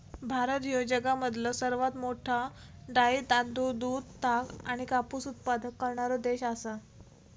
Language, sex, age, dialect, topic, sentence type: Marathi, female, 18-24, Southern Konkan, agriculture, statement